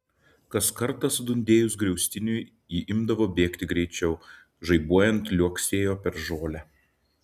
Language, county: Lithuanian, Šiauliai